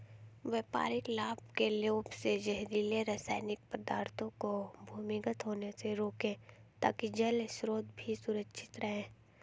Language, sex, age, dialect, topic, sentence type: Hindi, female, 18-24, Hindustani Malvi Khadi Boli, agriculture, statement